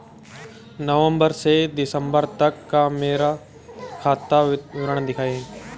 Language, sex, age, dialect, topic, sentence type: Hindi, male, 18-24, Marwari Dhudhari, banking, question